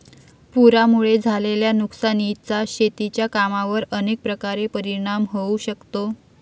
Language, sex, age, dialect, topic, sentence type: Marathi, female, 51-55, Varhadi, agriculture, statement